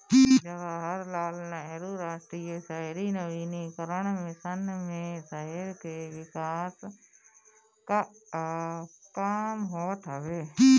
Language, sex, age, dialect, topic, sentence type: Bhojpuri, female, 18-24, Northern, banking, statement